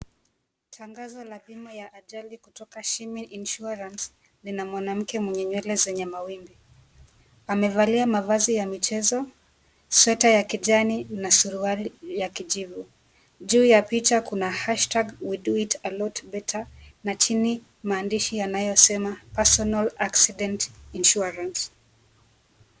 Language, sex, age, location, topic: Swahili, female, 25-35, Mombasa, finance